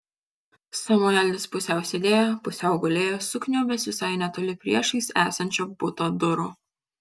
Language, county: Lithuanian, Kaunas